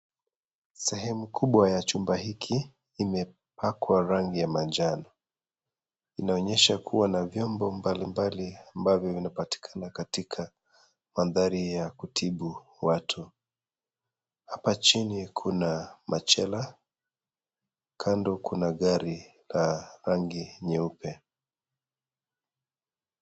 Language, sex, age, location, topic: Swahili, male, 25-35, Kisii, health